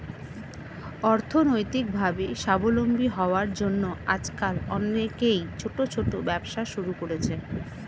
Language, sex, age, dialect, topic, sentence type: Bengali, female, 36-40, Standard Colloquial, banking, statement